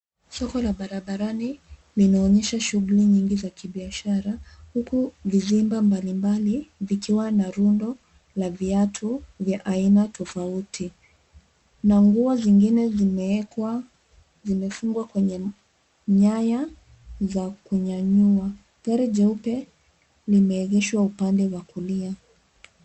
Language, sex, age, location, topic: Swahili, female, 25-35, Nairobi, finance